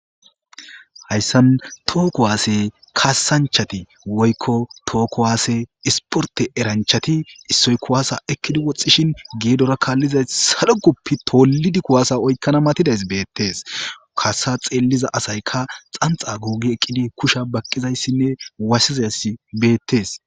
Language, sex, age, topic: Gamo, male, 25-35, government